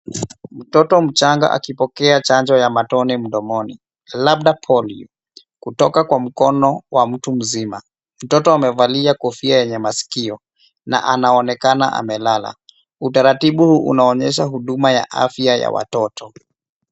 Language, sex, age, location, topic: Swahili, male, 25-35, Nairobi, health